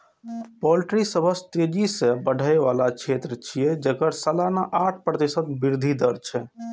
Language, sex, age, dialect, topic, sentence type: Maithili, male, 25-30, Eastern / Thethi, agriculture, statement